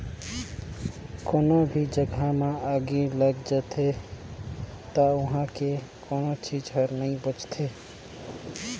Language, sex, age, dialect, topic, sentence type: Chhattisgarhi, male, 18-24, Northern/Bhandar, banking, statement